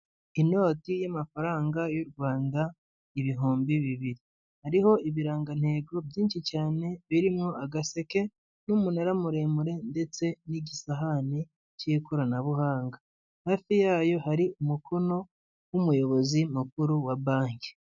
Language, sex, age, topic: Kinyarwanda, male, 25-35, finance